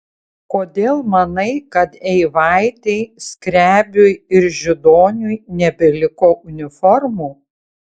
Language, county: Lithuanian, Utena